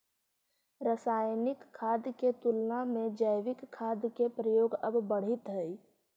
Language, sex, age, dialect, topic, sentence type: Magahi, female, 18-24, Central/Standard, banking, statement